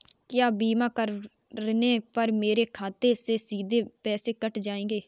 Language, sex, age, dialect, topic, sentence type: Hindi, female, 25-30, Kanauji Braj Bhasha, banking, question